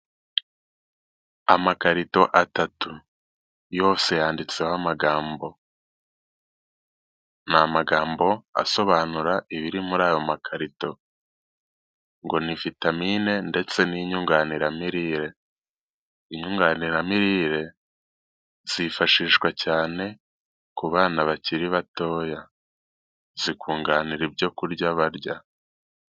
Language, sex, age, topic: Kinyarwanda, male, 18-24, health